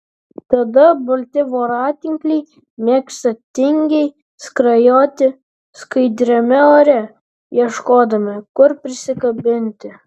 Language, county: Lithuanian, Vilnius